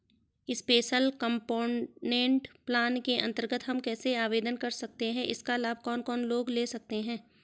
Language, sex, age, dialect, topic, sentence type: Hindi, female, 31-35, Garhwali, banking, question